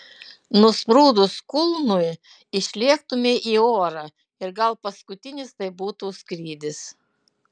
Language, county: Lithuanian, Utena